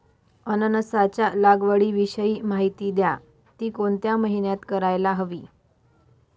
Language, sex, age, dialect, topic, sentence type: Marathi, female, 25-30, Northern Konkan, agriculture, question